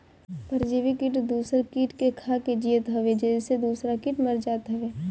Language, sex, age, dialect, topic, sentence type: Bhojpuri, female, 18-24, Northern, agriculture, statement